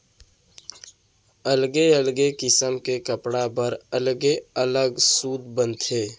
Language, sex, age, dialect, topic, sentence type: Chhattisgarhi, male, 18-24, Central, agriculture, statement